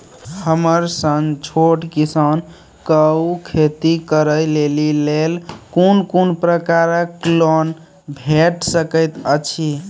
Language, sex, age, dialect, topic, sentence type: Maithili, male, 18-24, Angika, banking, question